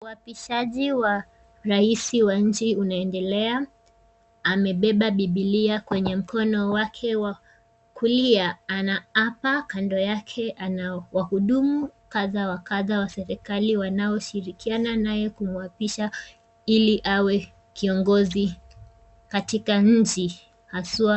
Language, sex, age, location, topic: Swahili, female, 18-24, Kisumu, government